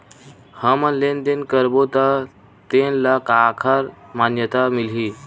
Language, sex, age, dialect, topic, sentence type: Chhattisgarhi, male, 18-24, Western/Budati/Khatahi, banking, question